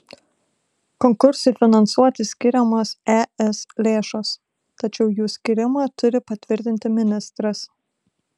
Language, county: Lithuanian, Klaipėda